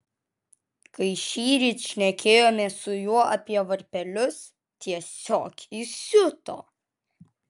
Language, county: Lithuanian, Vilnius